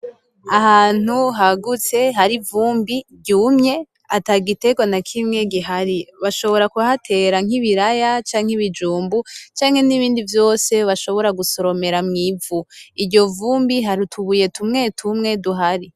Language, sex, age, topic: Rundi, female, 18-24, agriculture